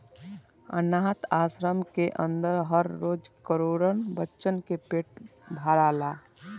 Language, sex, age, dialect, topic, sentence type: Bhojpuri, male, <18, Southern / Standard, agriculture, statement